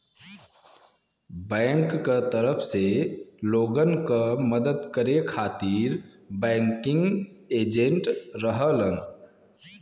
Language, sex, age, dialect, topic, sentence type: Bhojpuri, male, 25-30, Western, banking, statement